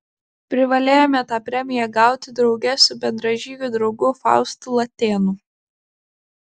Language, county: Lithuanian, Klaipėda